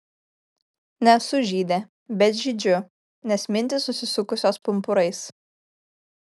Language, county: Lithuanian, Kaunas